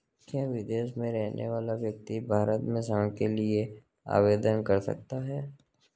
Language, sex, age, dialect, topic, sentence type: Hindi, male, 18-24, Marwari Dhudhari, banking, question